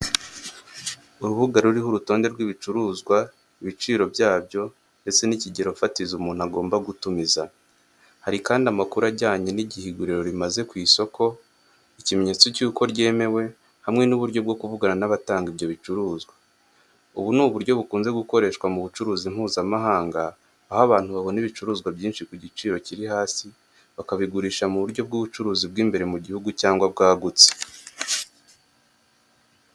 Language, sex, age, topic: Kinyarwanda, male, 18-24, finance